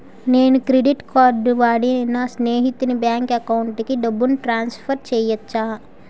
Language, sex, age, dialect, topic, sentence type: Telugu, male, 18-24, Utterandhra, banking, question